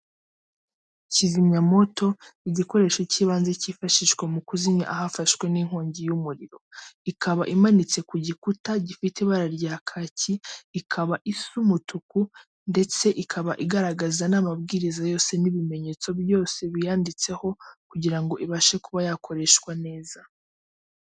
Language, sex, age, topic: Kinyarwanda, female, 18-24, government